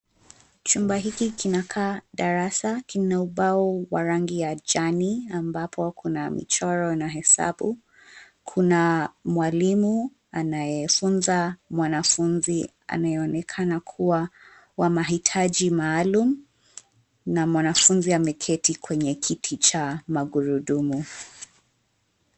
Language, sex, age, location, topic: Swahili, female, 25-35, Nairobi, education